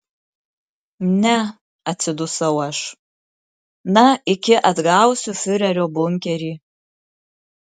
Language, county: Lithuanian, Marijampolė